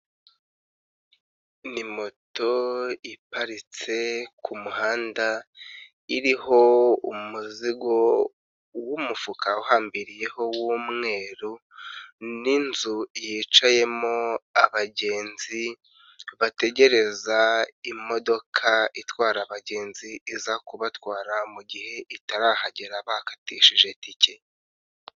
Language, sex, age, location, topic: Kinyarwanda, male, 25-35, Nyagatare, government